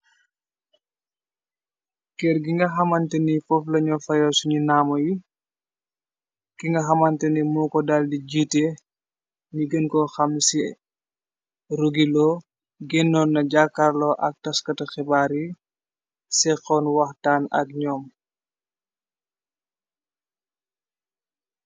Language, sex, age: Wolof, male, 25-35